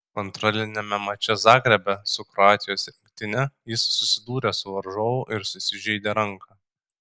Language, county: Lithuanian, Kaunas